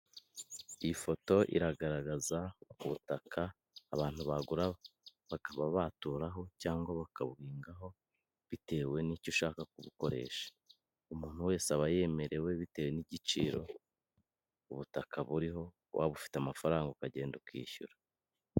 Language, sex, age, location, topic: Kinyarwanda, male, 25-35, Kigali, finance